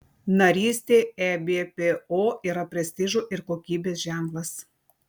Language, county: Lithuanian, Telšiai